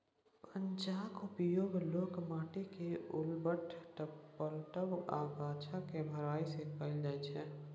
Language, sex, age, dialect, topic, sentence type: Maithili, male, 18-24, Bajjika, agriculture, statement